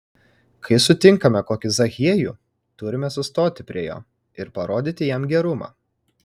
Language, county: Lithuanian, Kaunas